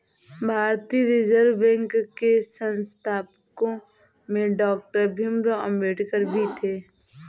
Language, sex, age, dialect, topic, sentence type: Hindi, female, 18-24, Awadhi Bundeli, banking, statement